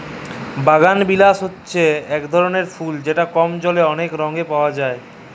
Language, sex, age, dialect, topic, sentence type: Bengali, male, 25-30, Jharkhandi, agriculture, statement